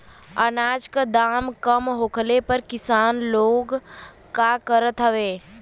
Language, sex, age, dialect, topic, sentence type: Bhojpuri, female, 18-24, Western, agriculture, question